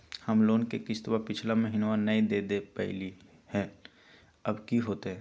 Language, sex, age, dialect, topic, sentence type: Magahi, male, 18-24, Southern, banking, question